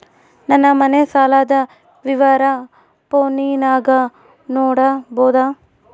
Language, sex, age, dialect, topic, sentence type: Kannada, female, 25-30, Central, banking, question